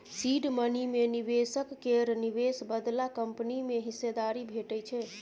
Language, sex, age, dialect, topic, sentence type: Maithili, female, 25-30, Bajjika, banking, statement